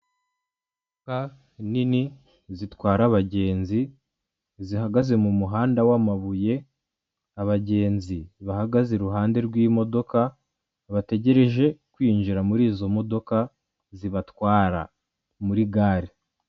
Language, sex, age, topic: Kinyarwanda, male, 25-35, government